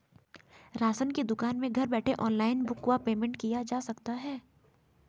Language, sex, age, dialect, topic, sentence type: Hindi, female, 18-24, Garhwali, banking, question